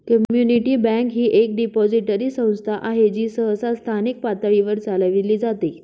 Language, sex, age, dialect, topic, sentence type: Marathi, female, 31-35, Northern Konkan, banking, statement